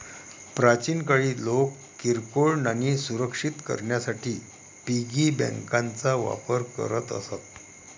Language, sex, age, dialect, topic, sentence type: Marathi, male, 31-35, Varhadi, banking, statement